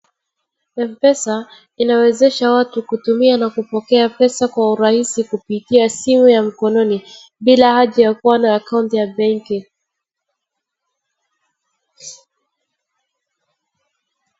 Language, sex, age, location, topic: Swahili, female, 36-49, Wajir, finance